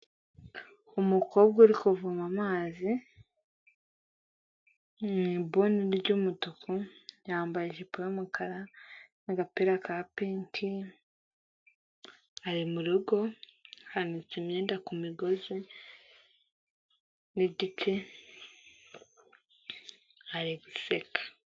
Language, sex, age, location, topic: Kinyarwanda, female, 18-24, Kigali, health